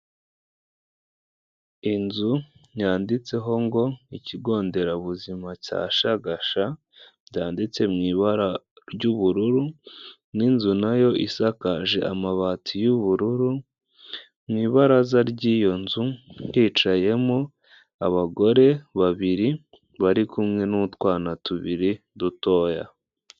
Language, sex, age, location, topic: Kinyarwanda, male, 25-35, Kigali, health